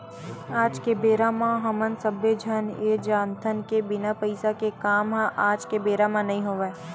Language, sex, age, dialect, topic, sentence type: Chhattisgarhi, female, 18-24, Western/Budati/Khatahi, banking, statement